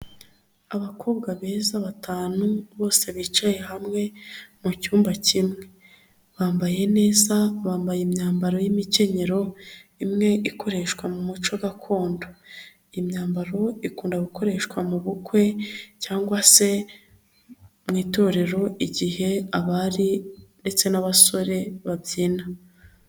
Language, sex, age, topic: Kinyarwanda, female, 25-35, government